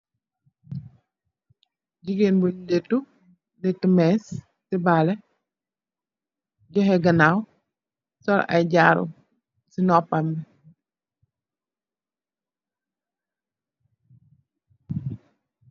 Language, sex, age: Wolof, female, 36-49